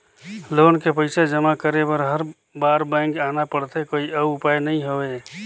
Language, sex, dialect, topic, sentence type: Chhattisgarhi, male, Northern/Bhandar, banking, question